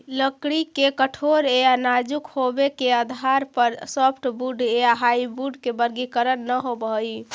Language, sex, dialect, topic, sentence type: Magahi, female, Central/Standard, banking, statement